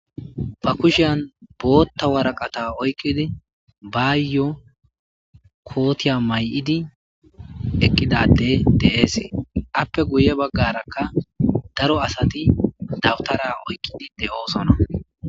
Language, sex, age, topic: Gamo, male, 25-35, agriculture